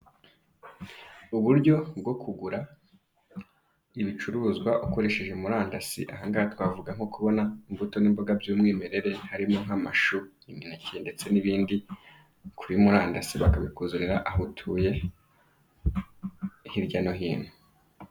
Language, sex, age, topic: Kinyarwanda, male, 25-35, finance